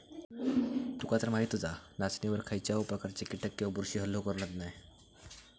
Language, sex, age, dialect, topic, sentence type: Marathi, male, 18-24, Southern Konkan, agriculture, statement